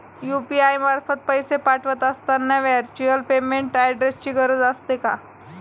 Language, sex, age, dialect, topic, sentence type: Marathi, female, 18-24, Standard Marathi, banking, question